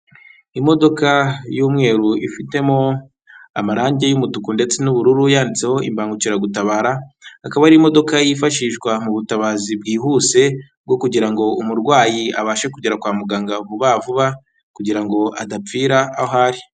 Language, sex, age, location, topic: Kinyarwanda, female, 25-35, Kigali, government